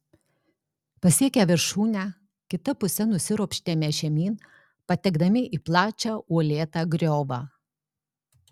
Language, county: Lithuanian, Alytus